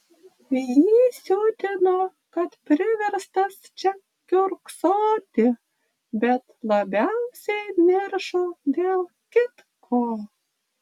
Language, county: Lithuanian, Panevėžys